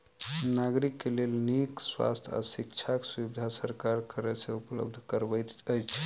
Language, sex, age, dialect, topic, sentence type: Maithili, male, 31-35, Southern/Standard, banking, statement